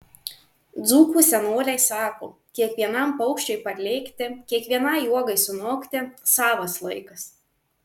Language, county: Lithuanian, Marijampolė